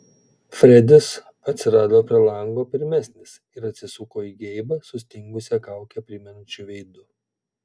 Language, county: Lithuanian, Vilnius